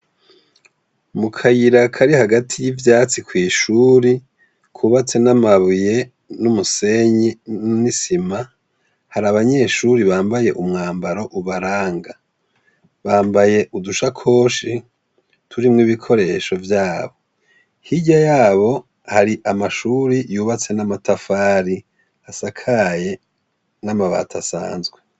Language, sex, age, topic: Rundi, male, 50+, education